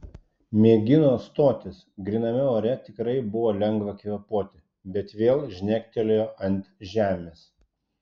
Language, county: Lithuanian, Klaipėda